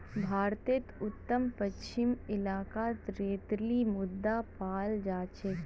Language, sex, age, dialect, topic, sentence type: Magahi, female, 25-30, Northeastern/Surjapuri, agriculture, statement